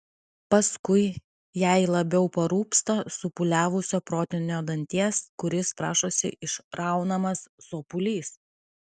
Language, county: Lithuanian, Kaunas